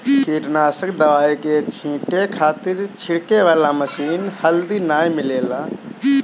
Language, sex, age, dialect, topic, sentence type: Bhojpuri, male, 18-24, Northern, agriculture, statement